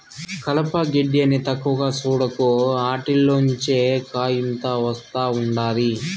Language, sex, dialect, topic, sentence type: Telugu, male, Southern, agriculture, statement